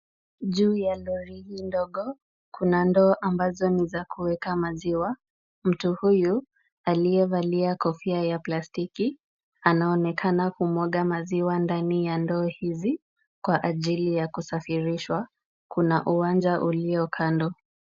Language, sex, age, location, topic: Swahili, female, 25-35, Kisumu, agriculture